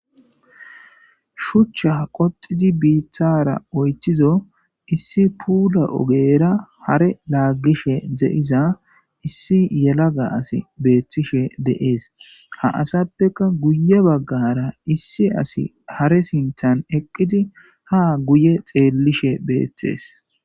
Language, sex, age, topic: Gamo, male, 25-35, agriculture